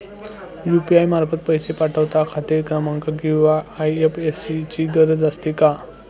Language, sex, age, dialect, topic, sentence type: Marathi, male, 18-24, Standard Marathi, banking, question